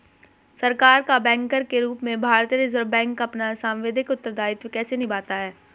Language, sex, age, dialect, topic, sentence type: Hindi, female, 18-24, Hindustani Malvi Khadi Boli, banking, question